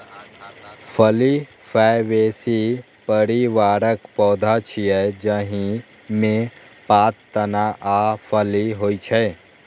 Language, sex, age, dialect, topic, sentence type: Maithili, male, 18-24, Eastern / Thethi, agriculture, statement